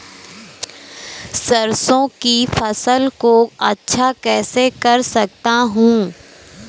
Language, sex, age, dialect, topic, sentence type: Hindi, female, 18-24, Awadhi Bundeli, agriculture, question